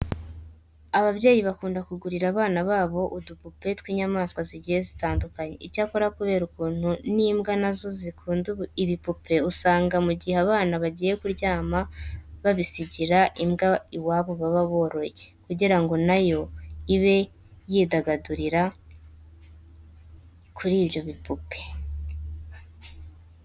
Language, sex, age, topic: Kinyarwanda, male, 18-24, education